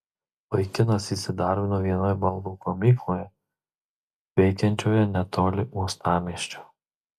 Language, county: Lithuanian, Marijampolė